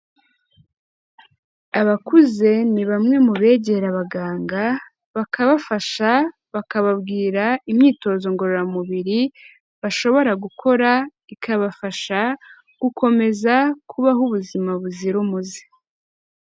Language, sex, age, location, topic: Kinyarwanda, female, 18-24, Kigali, health